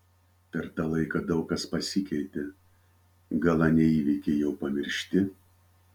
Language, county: Lithuanian, Vilnius